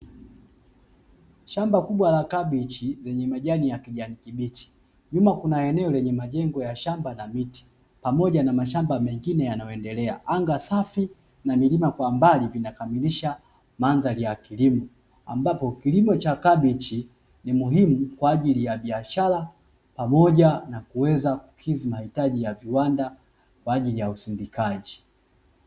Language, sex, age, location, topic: Swahili, male, 25-35, Dar es Salaam, agriculture